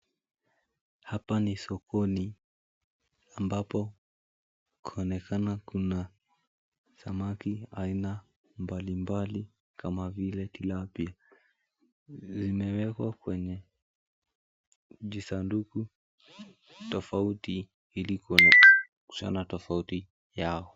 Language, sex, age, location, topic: Swahili, male, 18-24, Mombasa, agriculture